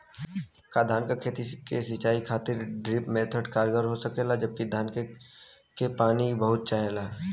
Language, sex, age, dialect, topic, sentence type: Bhojpuri, male, 18-24, Western, agriculture, question